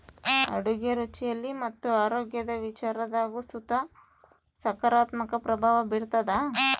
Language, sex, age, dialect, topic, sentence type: Kannada, female, 18-24, Central, agriculture, statement